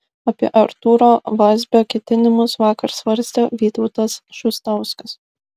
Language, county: Lithuanian, Kaunas